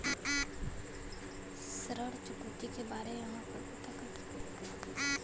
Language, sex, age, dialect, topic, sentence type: Bhojpuri, female, 18-24, Western, banking, question